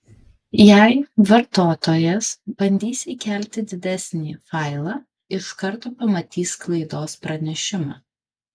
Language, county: Lithuanian, Kaunas